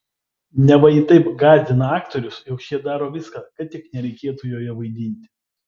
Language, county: Lithuanian, Vilnius